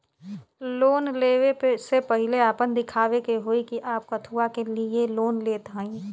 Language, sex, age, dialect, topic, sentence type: Bhojpuri, female, 25-30, Western, banking, question